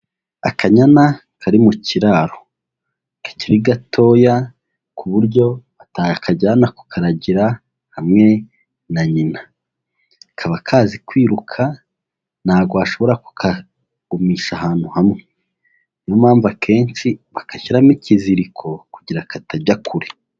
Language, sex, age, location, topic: Kinyarwanda, male, 18-24, Huye, agriculture